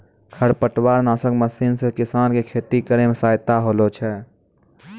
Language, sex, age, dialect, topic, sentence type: Maithili, male, 18-24, Angika, agriculture, statement